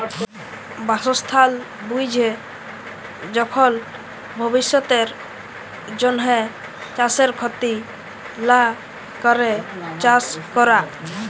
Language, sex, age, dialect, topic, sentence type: Bengali, male, 18-24, Jharkhandi, agriculture, statement